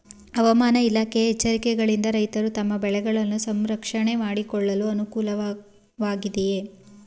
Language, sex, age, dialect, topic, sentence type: Kannada, female, 18-24, Mysore Kannada, agriculture, question